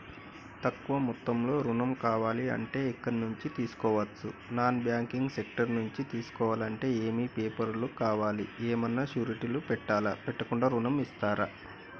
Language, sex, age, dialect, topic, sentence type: Telugu, male, 36-40, Telangana, banking, question